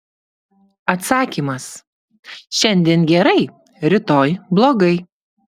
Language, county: Lithuanian, Klaipėda